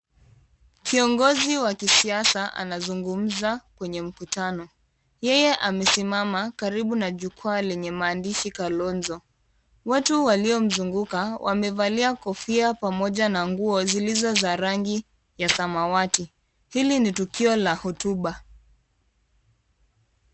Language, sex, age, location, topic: Swahili, female, 18-24, Kisumu, government